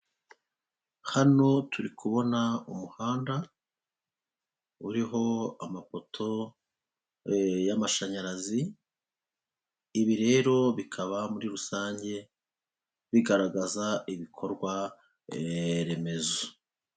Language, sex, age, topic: Kinyarwanda, male, 36-49, government